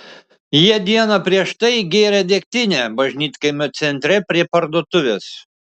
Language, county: Lithuanian, Šiauliai